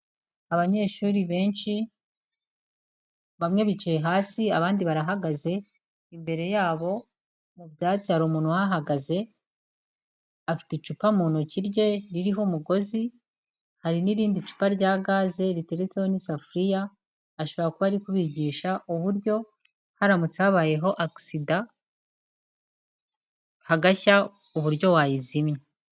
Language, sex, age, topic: Kinyarwanda, female, 25-35, government